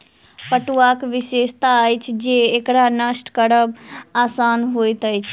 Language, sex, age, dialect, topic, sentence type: Maithili, female, 18-24, Southern/Standard, agriculture, statement